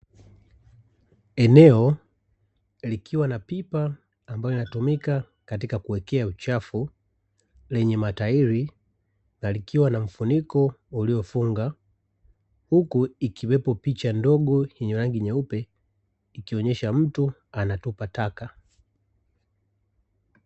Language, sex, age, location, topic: Swahili, male, 36-49, Dar es Salaam, government